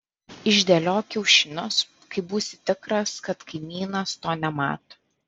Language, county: Lithuanian, Vilnius